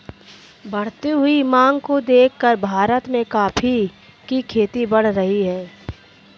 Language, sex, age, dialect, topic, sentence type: Hindi, female, 60-100, Kanauji Braj Bhasha, agriculture, statement